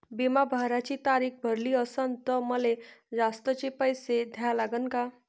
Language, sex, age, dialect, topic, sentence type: Marathi, female, 25-30, Varhadi, banking, question